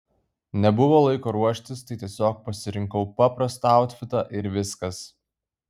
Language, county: Lithuanian, Kaunas